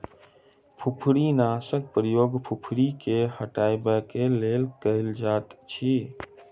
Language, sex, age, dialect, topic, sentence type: Maithili, male, 25-30, Southern/Standard, agriculture, statement